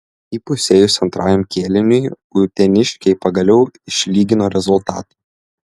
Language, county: Lithuanian, Klaipėda